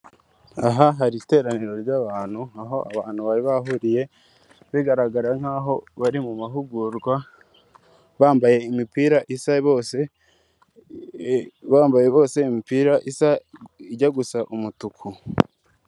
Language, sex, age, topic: Kinyarwanda, male, 18-24, government